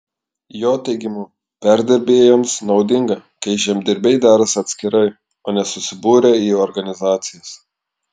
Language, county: Lithuanian, Klaipėda